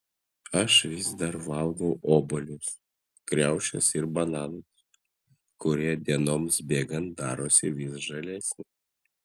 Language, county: Lithuanian, Klaipėda